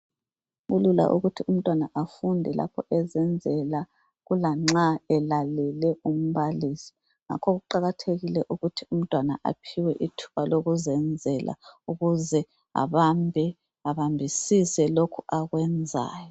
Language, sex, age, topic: North Ndebele, female, 50+, education